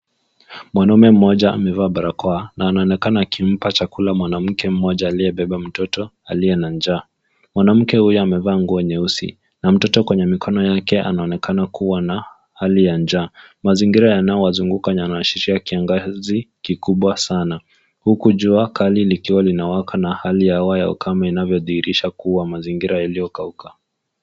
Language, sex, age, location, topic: Swahili, male, 18-24, Nairobi, health